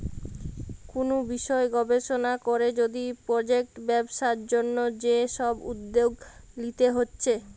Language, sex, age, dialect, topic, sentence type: Bengali, female, 31-35, Western, banking, statement